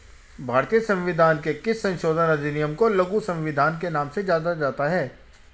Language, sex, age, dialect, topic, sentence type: Hindi, female, 36-40, Hindustani Malvi Khadi Boli, banking, question